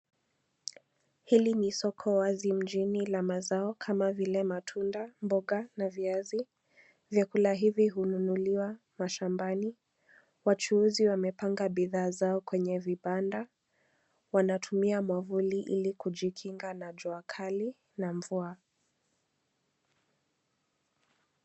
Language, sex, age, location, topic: Swahili, female, 18-24, Nairobi, finance